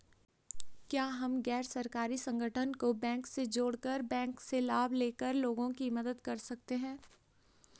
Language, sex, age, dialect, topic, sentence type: Hindi, female, 18-24, Garhwali, banking, question